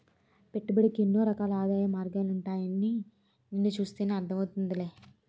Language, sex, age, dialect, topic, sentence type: Telugu, female, 18-24, Utterandhra, banking, statement